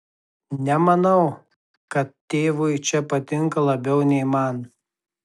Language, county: Lithuanian, Tauragė